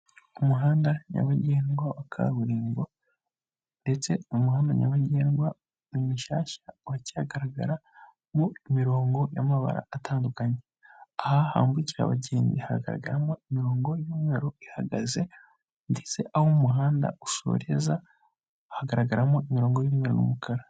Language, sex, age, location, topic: Kinyarwanda, male, 25-35, Kigali, government